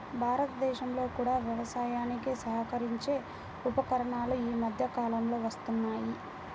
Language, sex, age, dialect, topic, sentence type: Telugu, female, 18-24, Central/Coastal, agriculture, statement